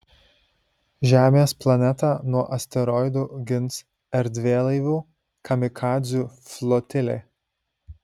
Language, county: Lithuanian, Šiauliai